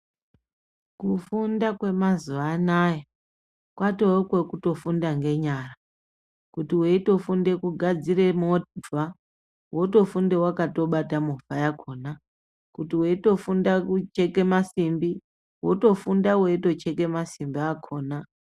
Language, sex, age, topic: Ndau, female, 25-35, education